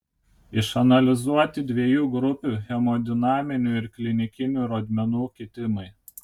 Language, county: Lithuanian, Kaunas